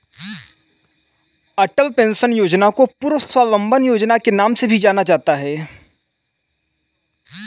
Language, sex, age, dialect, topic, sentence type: Hindi, male, 18-24, Kanauji Braj Bhasha, banking, statement